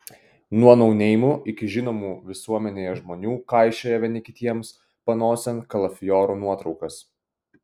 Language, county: Lithuanian, Kaunas